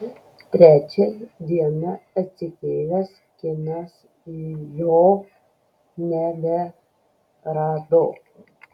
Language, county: Lithuanian, Kaunas